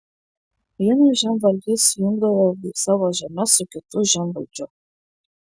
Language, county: Lithuanian, Šiauliai